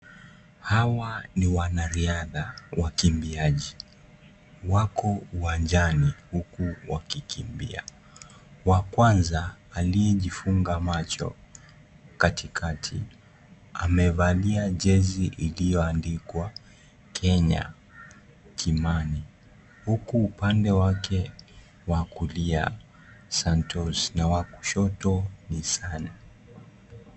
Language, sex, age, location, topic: Swahili, male, 18-24, Kisii, education